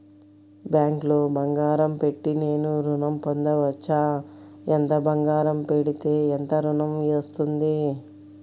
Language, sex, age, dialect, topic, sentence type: Telugu, female, 56-60, Central/Coastal, banking, question